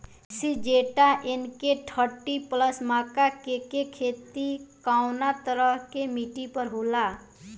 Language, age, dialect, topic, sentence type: Bhojpuri, 18-24, Southern / Standard, agriculture, question